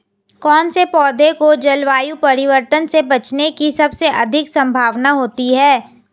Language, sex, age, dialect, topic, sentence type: Hindi, female, 18-24, Hindustani Malvi Khadi Boli, agriculture, question